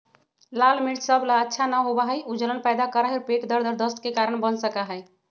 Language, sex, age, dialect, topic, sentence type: Magahi, female, 36-40, Western, agriculture, statement